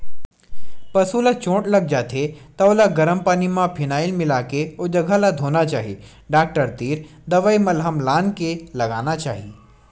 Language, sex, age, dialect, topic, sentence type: Chhattisgarhi, male, 18-24, Western/Budati/Khatahi, agriculture, statement